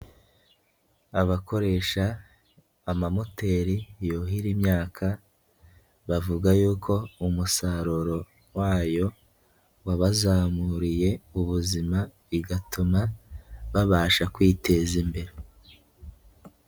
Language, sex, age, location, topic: Kinyarwanda, male, 18-24, Nyagatare, agriculture